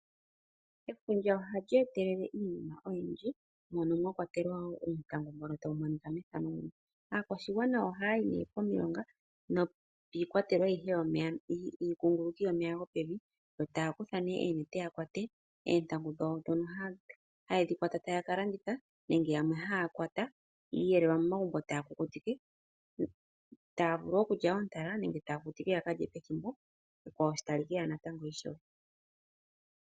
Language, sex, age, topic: Oshiwambo, female, 25-35, agriculture